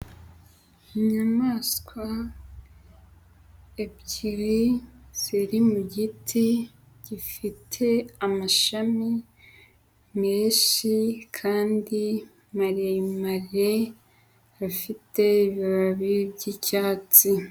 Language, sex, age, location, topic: Kinyarwanda, female, 25-35, Huye, agriculture